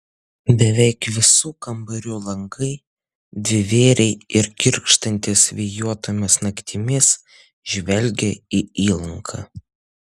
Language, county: Lithuanian, Utena